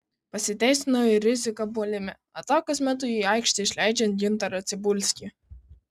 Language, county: Lithuanian, Kaunas